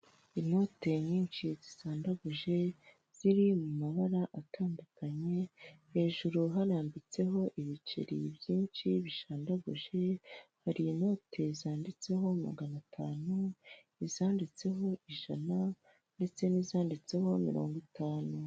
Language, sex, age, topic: Kinyarwanda, male, 25-35, finance